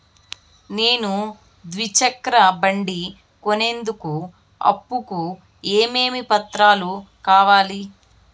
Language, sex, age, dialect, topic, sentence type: Telugu, female, 18-24, Southern, banking, question